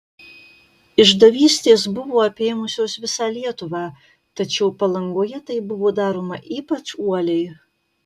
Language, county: Lithuanian, Kaunas